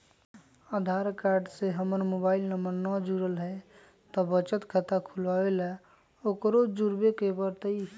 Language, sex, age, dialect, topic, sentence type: Magahi, male, 25-30, Western, banking, question